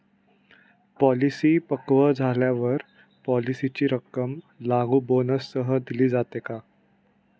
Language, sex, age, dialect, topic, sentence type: Marathi, male, 25-30, Standard Marathi, banking, question